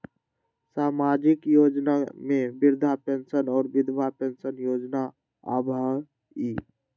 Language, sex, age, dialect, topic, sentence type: Magahi, male, 18-24, Western, banking, question